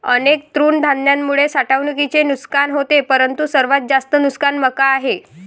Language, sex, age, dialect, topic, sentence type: Marathi, female, 18-24, Varhadi, agriculture, statement